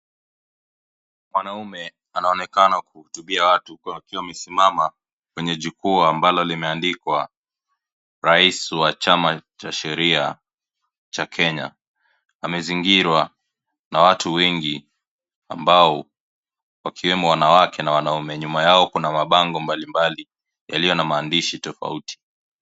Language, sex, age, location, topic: Swahili, male, 25-35, Kisii, government